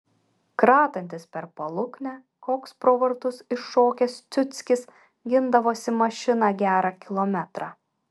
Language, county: Lithuanian, Vilnius